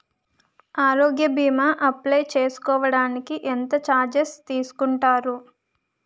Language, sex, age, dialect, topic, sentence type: Telugu, female, 25-30, Utterandhra, banking, question